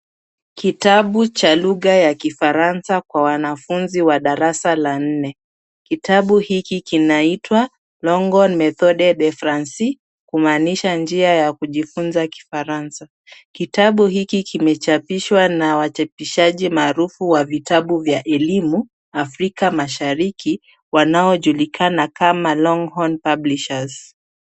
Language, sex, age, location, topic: Swahili, female, 25-35, Kisumu, education